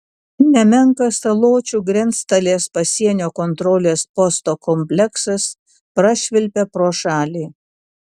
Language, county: Lithuanian, Kaunas